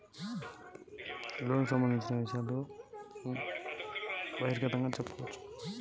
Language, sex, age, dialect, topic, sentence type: Telugu, male, 25-30, Telangana, banking, question